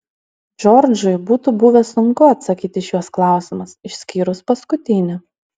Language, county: Lithuanian, Alytus